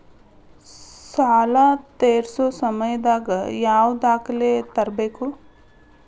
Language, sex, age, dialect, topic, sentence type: Kannada, female, 31-35, Dharwad Kannada, banking, question